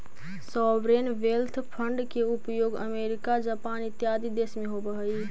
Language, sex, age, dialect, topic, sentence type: Magahi, female, 25-30, Central/Standard, agriculture, statement